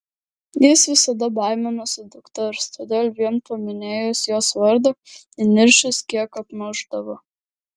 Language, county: Lithuanian, Vilnius